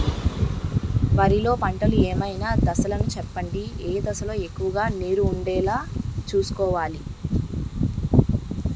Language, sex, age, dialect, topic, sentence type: Telugu, male, 18-24, Utterandhra, agriculture, question